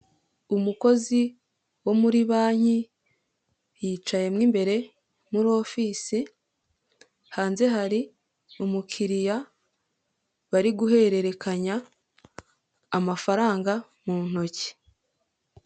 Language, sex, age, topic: Kinyarwanda, female, 18-24, finance